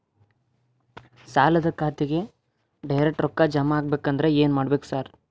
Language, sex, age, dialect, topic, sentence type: Kannada, male, 18-24, Dharwad Kannada, banking, question